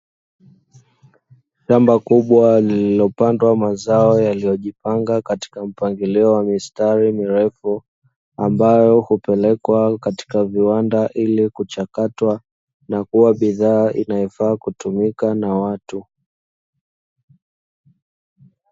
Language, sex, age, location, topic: Swahili, male, 25-35, Dar es Salaam, agriculture